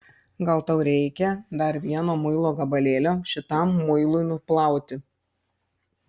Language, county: Lithuanian, Panevėžys